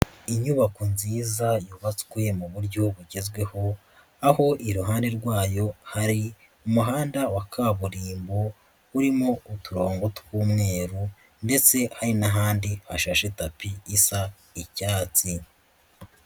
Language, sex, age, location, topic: Kinyarwanda, female, 50+, Nyagatare, education